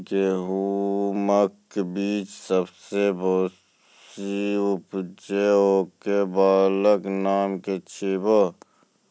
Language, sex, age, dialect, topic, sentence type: Maithili, male, 25-30, Angika, agriculture, question